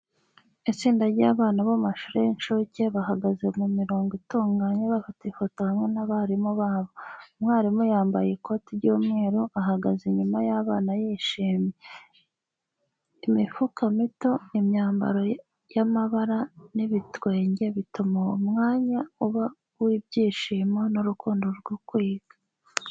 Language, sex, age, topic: Kinyarwanda, female, 25-35, education